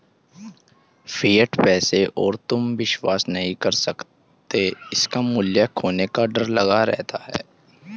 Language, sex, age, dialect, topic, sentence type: Hindi, male, 18-24, Hindustani Malvi Khadi Boli, banking, statement